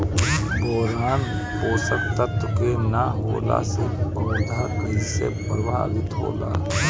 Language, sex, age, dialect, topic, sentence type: Bhojpuri, female, 25-30, Southern / Standard, agriculture, question